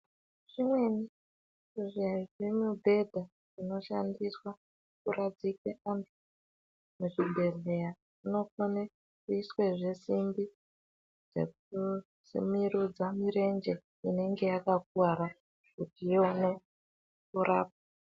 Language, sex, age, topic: Ndau, female, 36-49, health